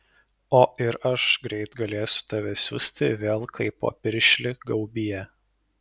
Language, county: Lithuanian, Vilnius